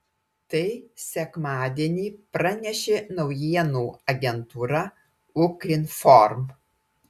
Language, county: Lithuanian, Klaipėda